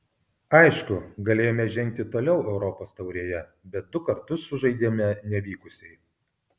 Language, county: Lithuanian, Kaunas